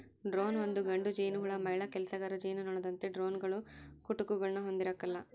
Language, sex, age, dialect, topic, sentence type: Kannada, female, 18-24, Central, agriculture, statement